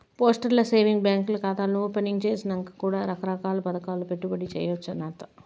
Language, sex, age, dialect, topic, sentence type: Telugu, female, 31-35, Southern, banking, statement